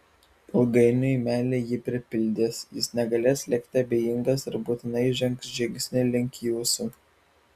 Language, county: Lithuanian, Vilnius